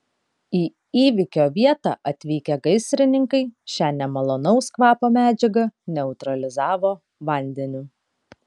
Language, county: Lithuanian, Kaunas